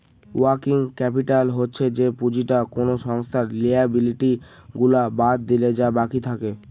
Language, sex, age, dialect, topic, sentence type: Bengali, male, <18, Northern/Varendri, banking, statement